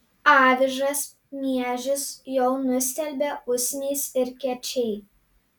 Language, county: Lithuanian, Panevėžys